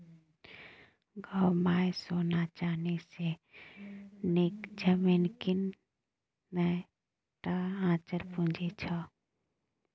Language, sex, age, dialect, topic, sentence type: Maithili, female, 31-35, Bajjika, banking, statement